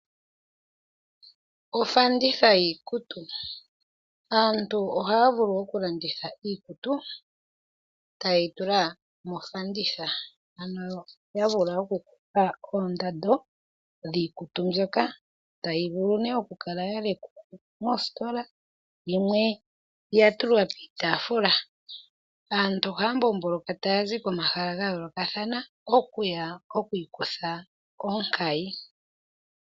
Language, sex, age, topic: Oshiwambo, female, 25-35, finance